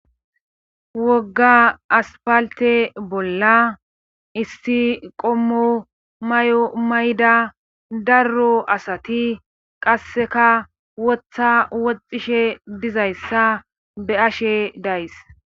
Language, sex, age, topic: Gamo, male, 25-35, government